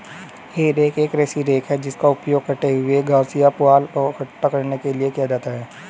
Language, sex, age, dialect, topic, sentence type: Hindi, male, 18-24, Hindustani Malvi Khadi Boli, agriculture, statement